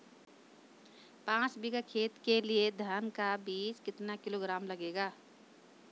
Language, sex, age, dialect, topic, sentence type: Hindi, female, 25-30, Hindustani Malvi Khadi Boli, agriculture, question